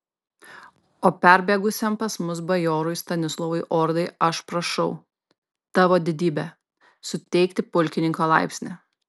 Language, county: Lithuanian, Kaunas